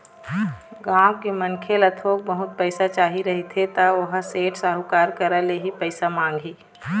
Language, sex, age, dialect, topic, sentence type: Chhattisgarhi, female, 25-30, Eastern, banking, statement